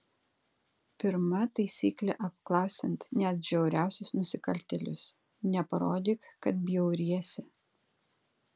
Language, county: Lithuanian, Kaunas